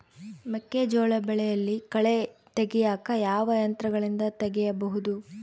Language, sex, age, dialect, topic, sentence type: Kannada, female, 18-24, Central, agriculture, question